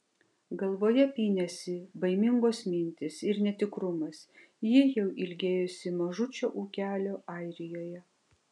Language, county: Lithuanian, Kaunas